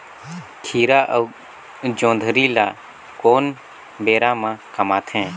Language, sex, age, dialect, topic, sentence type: Chhattisgarhi, male, 18-24, Northern/Bhandar, agriculture, question